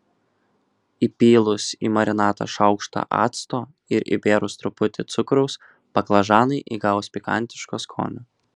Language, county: Lithuanian, Kaunas